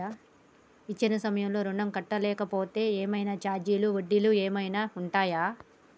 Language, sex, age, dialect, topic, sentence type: Telugu, female, 25-30, Telangana, banking, question